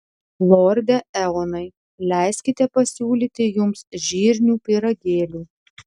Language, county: Lithuanian, Telšiai